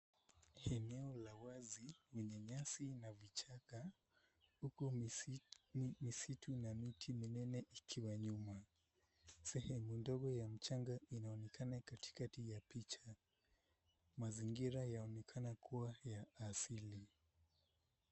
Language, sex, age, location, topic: Swahili, male, 18-24, Mombasa, agriculture